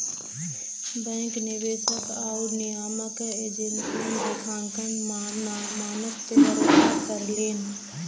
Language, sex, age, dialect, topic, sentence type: Bhojpuri, female, 25-30, Western, banking, statement